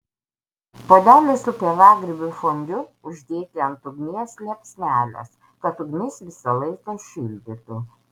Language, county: Lithuanian, Vilnius